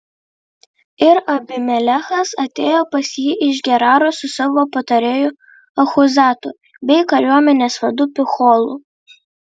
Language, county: Lithuanian, Vilnius